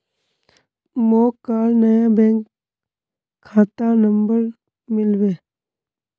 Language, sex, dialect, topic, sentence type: Magahi, female, Northeastern/Surjapuri, banking, statement